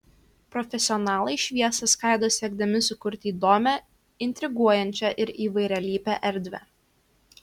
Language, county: Lithuanian, Kaunas